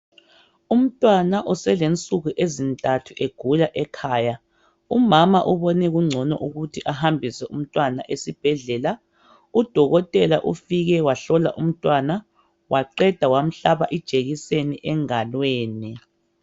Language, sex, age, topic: North Ndebele, male, 25-35, health